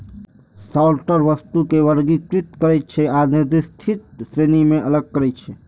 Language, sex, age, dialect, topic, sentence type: Maithili, male, 46-50, Eastern / Thethi, agriculture, statement